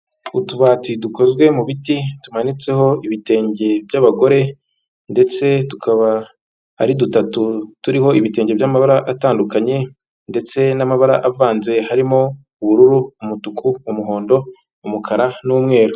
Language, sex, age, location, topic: Kinyarwanda, female, 25-35, Kigali, finance